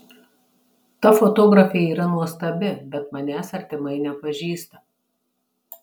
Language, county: Lithuanian, Marijampolė